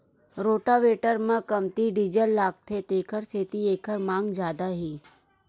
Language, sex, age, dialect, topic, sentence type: Chhattisgarhi, female, 41-45, Western/Budati/Khatahi, agriculture, statement